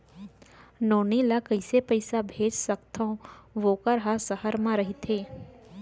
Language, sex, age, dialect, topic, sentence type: Chhattisgarhi, female, 18-24, Central, banking, question